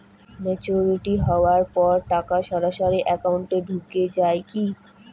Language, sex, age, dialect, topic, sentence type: Bengali, female, 18-24, Rajbangshi, banking, question